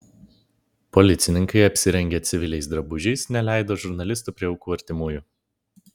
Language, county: Lithuanian, Vilnius